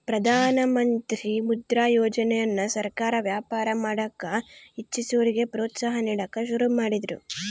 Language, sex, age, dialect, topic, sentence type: Kannada, female, 18-24, Central, banking, statement